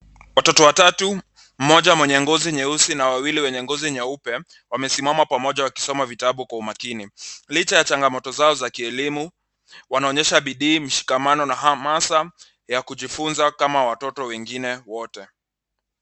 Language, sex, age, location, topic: Swahili, male, 25-35, Nairobi, education